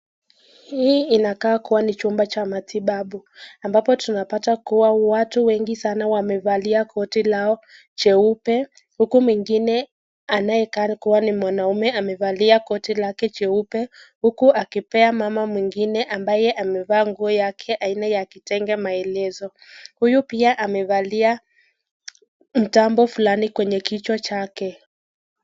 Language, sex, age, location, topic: Swahili, female, 18-24, Nakuru, health